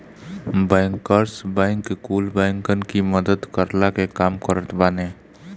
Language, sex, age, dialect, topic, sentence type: Bhojpuri, male, 25-30, Northern, banking, statement